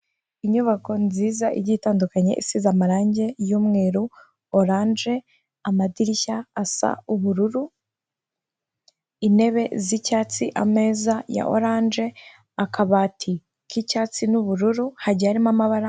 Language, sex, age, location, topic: Kinyarwanda, female, 36-49, Kigali, health